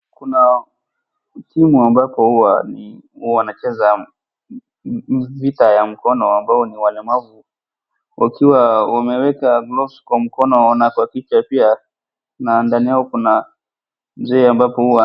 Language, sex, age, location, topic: Swahili, female, 36-49, Wajir, education